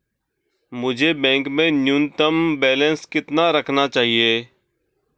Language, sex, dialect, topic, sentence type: Hindi, male, Marwari Dhudhari, banking, question